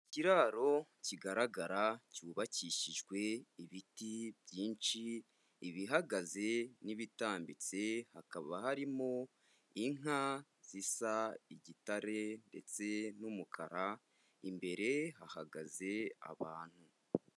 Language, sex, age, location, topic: Kinyarwanda, male, 25-35, Kigali, agriculture